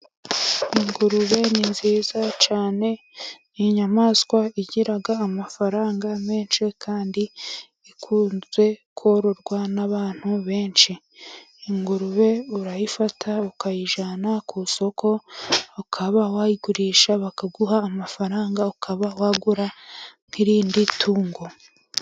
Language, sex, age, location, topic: Kinyarwanda, female, 25-35, Musanze, agriculture